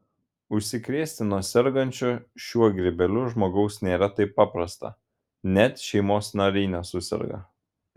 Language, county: Lithuanian, Šiauliai